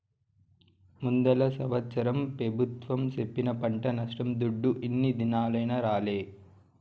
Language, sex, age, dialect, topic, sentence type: Telugu, male, 25-30, Southern, agriculture, statement